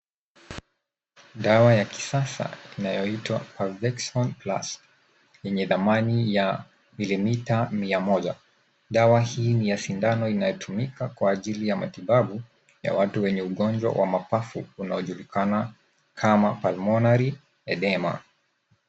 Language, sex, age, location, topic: Swahili, male, 18-24, Nairobi, health